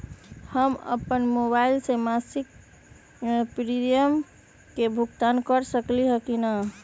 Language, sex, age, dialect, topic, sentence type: Magahi, male, 18-24, Western, banking, question